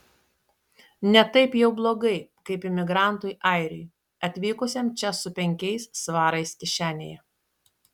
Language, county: Lithuanian, Šiauliai